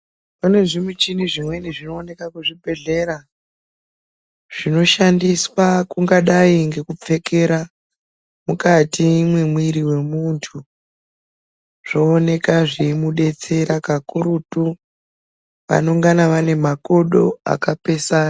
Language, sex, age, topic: Ndau, female, 36-49, health